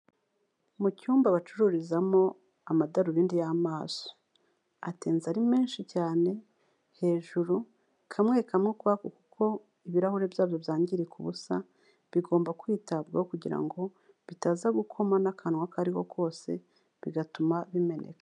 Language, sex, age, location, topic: Kinyarwanda, female, 36-49, Kigali, health